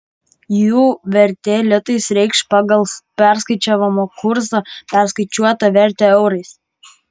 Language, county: Lithuanian, Kaunas